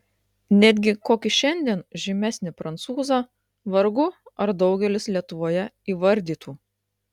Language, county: Lithuanian, Klaipėda